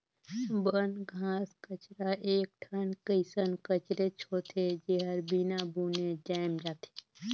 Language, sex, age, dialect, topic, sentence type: Chhattisgarhi, female, 25-30, Northern/Bhandar, agriculture, statement